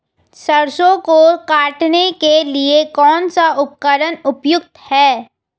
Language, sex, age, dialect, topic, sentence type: Hindi, female, 18-24, Hindustani Malvi Khadi Boli, agriculture, question